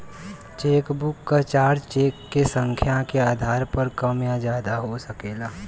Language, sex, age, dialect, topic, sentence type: Bhojpuri, male, 18-24, Western, banking, statement